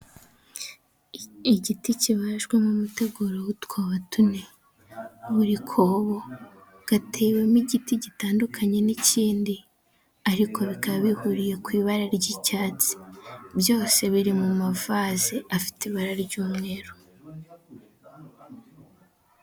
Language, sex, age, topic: Kinyarwanda, female, 18-24, finance